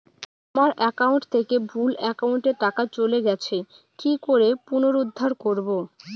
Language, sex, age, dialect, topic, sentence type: Bengali, female, 18-24, Rajbangshi, banking, question